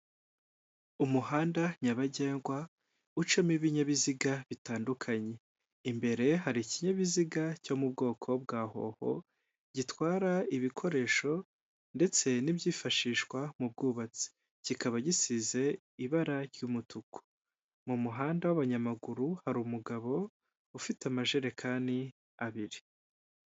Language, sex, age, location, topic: Kinyarwanda, male, 18-24, Kigali, government